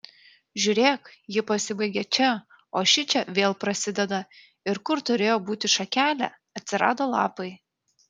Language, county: Lithuanian, Kaunas